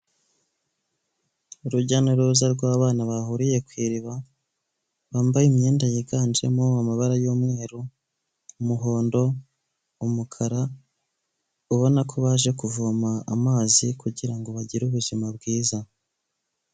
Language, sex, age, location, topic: Kinyarwanda, male, 25-35, Kigali, health